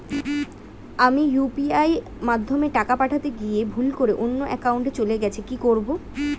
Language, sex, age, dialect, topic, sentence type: Bengali, female, 18-24, Standard Colloquial, banking, question